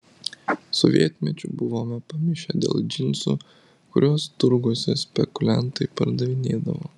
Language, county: Lithuanian, Vilnius